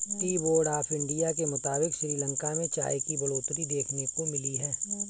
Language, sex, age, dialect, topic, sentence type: Hindi, male, 41-45, Kanauji Braj Bhasha, agriculture, statement